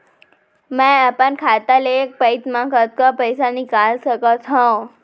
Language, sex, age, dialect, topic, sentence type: Chhattisgarhi, female, 25-30, Central, banking, question